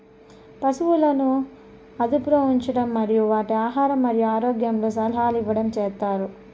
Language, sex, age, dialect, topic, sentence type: Telugu, male, 31-35, Southern, agriculture, statement